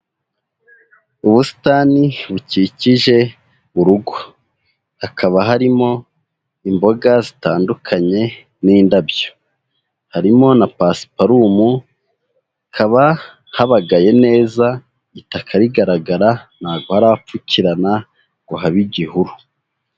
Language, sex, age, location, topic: Kinyarwanda, male, 18-24, Huye, agriculture